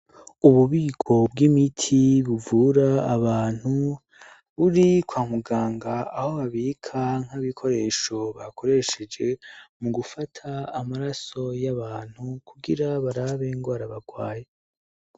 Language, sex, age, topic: Rundi, male, 18-24, education